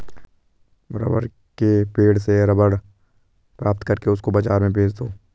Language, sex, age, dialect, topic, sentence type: Hindi, male, 18-24, Garhwali, agriculture, statement